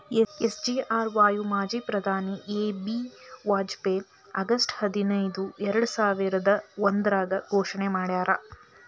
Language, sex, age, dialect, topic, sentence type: Kannada, female, 31-35, Dharwad Kannada, banking, statement